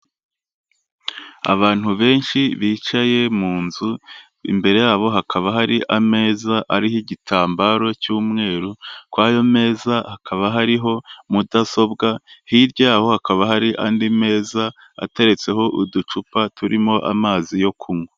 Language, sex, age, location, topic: Kinyarwanda, male, 25-35, Kigali, health